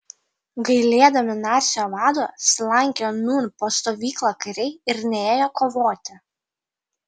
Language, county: Lithuanian, Vilnius